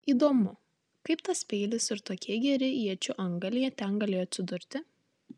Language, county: Lithuanian, Tauragė